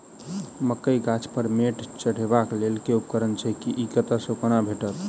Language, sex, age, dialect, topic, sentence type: Maithili, male, 18-24, Southern/Standard, agriculture, question